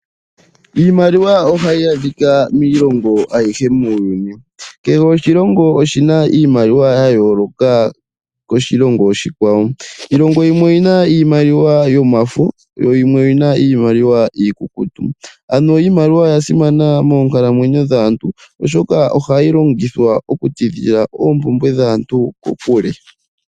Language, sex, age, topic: Oshiwambo, male, 18-24, finance